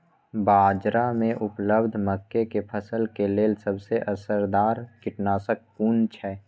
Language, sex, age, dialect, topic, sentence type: Maithili, male, 25-30, Eastern / Thethi, agriculture, question